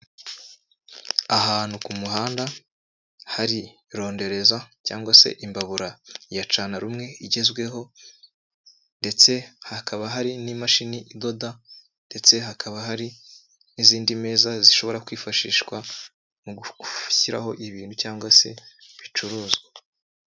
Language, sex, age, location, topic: Kinyarwanda, male, 25-35, Nyagatare, finance